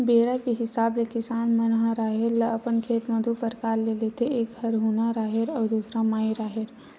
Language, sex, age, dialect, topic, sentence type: Chhattisgarhi, female, 18-24, Western/Budati/Khatahi, agriculture, statement